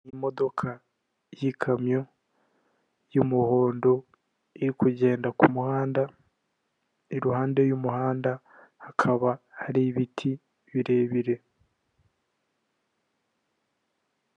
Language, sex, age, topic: Kinyarwanda, male, 18-24, government